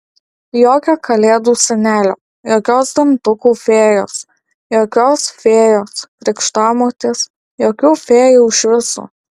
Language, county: Lithuanian, Alytus